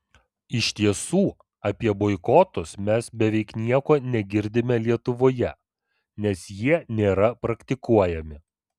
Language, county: Lithuanian, Vilnius